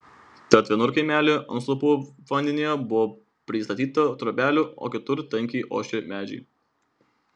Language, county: Lithuanian, Vilnius